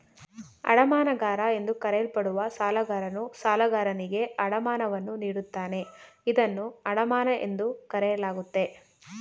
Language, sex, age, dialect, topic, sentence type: Kannada, female, 25-30, Mysore Kannada, banking, statement